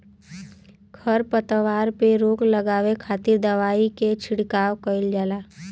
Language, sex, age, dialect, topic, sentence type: Bhojpuri, female, 18-24, Western, agriculture, statement